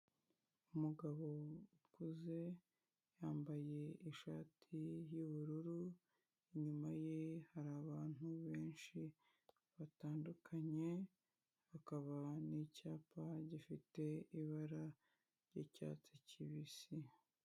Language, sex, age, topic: Kinyarwanda, female, 25-35, health